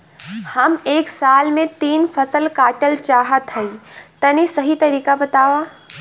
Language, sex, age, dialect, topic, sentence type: Bhojpuri, female, 18-24, Western, agriculture, question